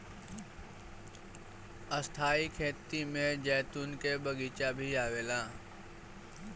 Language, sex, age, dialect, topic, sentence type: Bhojpuri, male, <18, Northern, agriculture, statement